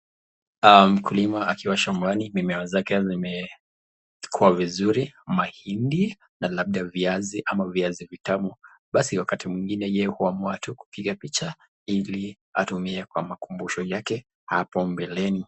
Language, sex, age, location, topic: Swahili, male, 25-35, Nakuru, agriculture